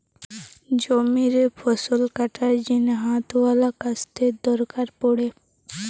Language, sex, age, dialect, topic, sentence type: Bengali, female, 18-24, Western, agriculture, statement